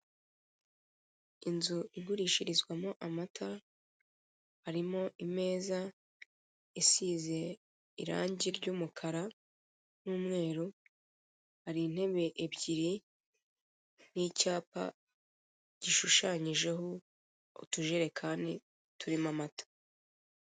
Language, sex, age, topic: Kinyarwanda, female, 25-35, finance